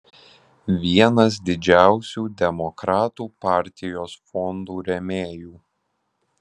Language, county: Lithuanian, Alytus